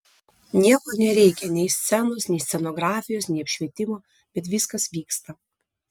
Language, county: Lithuanian, Vilnius